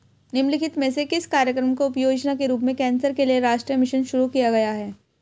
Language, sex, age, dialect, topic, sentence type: Hindi, female, 18-24, Hindustani Malvi Khadi Boli, banking, question